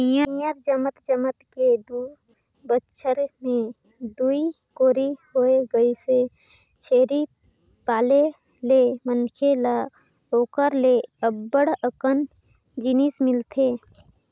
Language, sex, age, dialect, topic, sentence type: Chhattisgarhi, female, 25-30, Northern/Bhandar, agriculture, statement